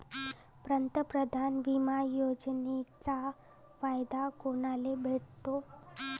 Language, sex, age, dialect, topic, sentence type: Marathi, female, 18-24, Varhadi, banking, question